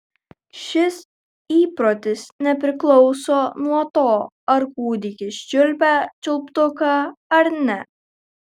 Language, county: Lithuanian, Kaunas